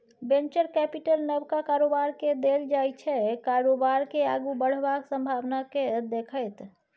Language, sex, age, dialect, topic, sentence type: Maithili, female, 25-30, Bajjika, banking, statement